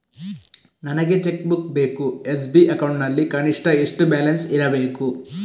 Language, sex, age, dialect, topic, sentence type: Kannada, male, 41-45, Coastal/Dakshin, banking, question